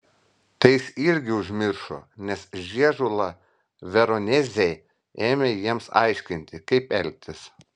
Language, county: Lithuanian, Vilnius